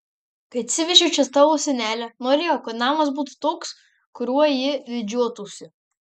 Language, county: Lithuanian, Marijampolė